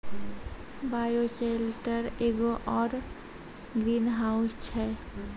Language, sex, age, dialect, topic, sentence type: Maithili, female, 18-24, Angika, agriculture, statement